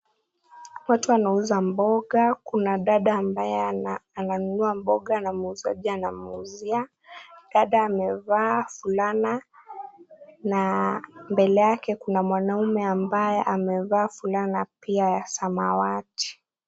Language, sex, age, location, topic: Swahili, female, 18-24, Kisii, finance